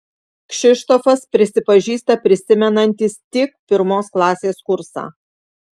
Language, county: Lithuanian, Kaunas